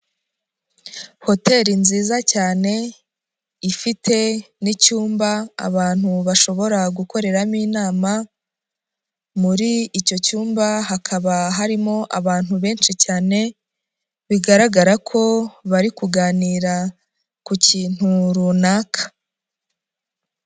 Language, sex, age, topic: Kinyarwanda, female, 25-35, finance